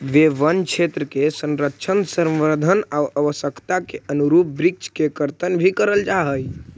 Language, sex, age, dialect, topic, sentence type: Magahi, male, 18-24, Central/Standard, banking, statement